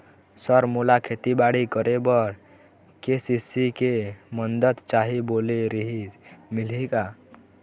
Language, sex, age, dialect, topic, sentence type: Chhattisgarhi, male, 18-24, Eastern, banking, question